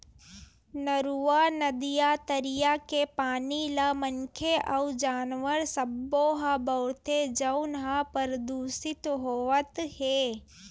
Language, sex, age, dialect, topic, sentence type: Chhattisgarhi, female, 18-24, Western/Budati/Khatahi, agriculture, statement